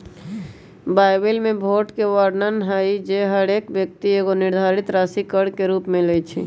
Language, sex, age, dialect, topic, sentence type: Magahi, male, 18-24, Western, banking, statement